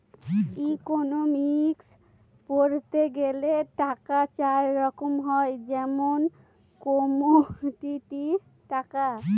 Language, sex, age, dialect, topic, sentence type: Bengali, female, 18-24, Northern/Varendri, banking, statement